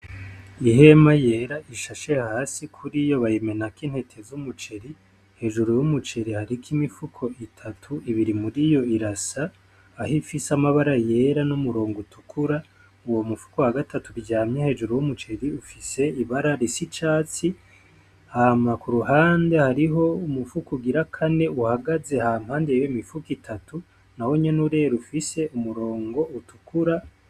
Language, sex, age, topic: Rundi, male, 25-35, agriculture